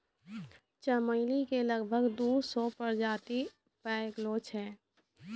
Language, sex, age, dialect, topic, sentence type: Maithili, female, 25-30, Angika, agriculture, statement